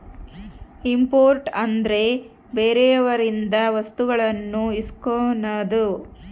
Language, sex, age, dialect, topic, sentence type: Kannada, female, 36-40, Central, banking, statement